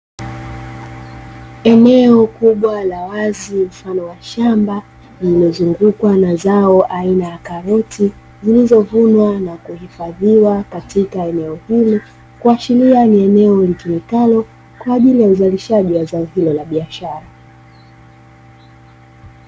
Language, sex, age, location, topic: Swahili, female, 25-35, Dar es Salaam, agriculture